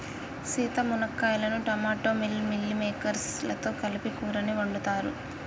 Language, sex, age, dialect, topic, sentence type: Telugu, female, 25-30, Telangana, agriculture, statement